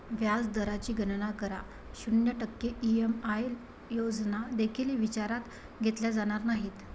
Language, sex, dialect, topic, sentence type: Marathi, female, Varhadi, banking, statement